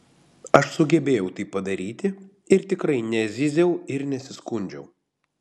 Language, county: Lithuanian, Panevėžys